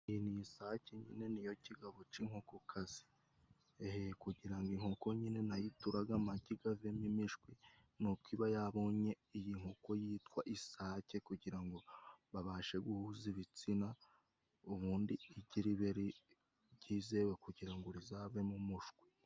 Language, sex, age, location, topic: Kinyarwanda, male, 18-24, Musanze, agriculture